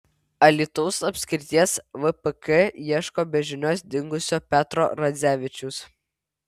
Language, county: Lithuanian, Vilnius